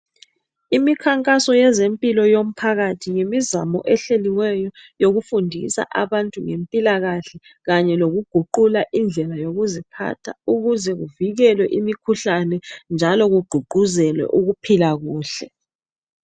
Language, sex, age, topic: North Ndebele, female, 25-35, health